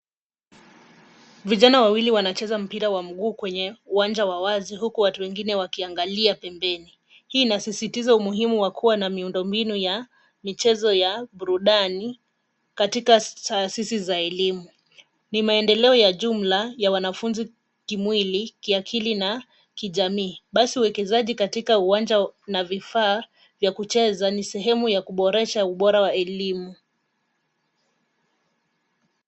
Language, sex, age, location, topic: Swahili, female, 25-35, Nairobi, education